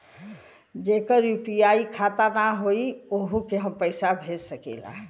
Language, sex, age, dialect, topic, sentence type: Bhojpuri, female, 60-100, Western, banking, question